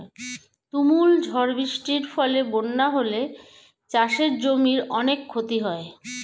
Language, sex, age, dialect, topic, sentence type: Bengali, female, 41-45, Standard Colloquial, agriculture, statement